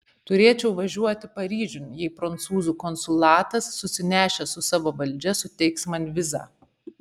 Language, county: Lithuanian, Panevėžys